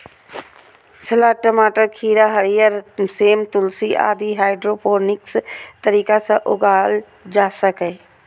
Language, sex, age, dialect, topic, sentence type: Maithili, female, 25-30, Eastern / Thethi, agriculture, statement